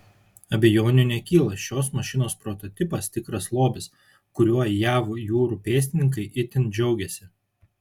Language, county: Lithuanian, Šiauliai